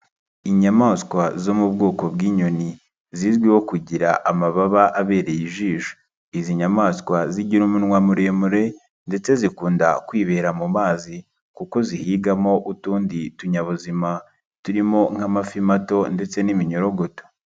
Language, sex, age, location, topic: Kinyarwanda, male, 25-35, Nyagatare, agriculture